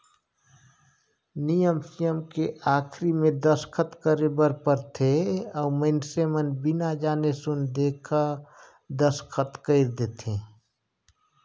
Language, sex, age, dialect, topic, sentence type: Chhattisgarhi, male, 46-50, Northern/Bhandar, banking, statement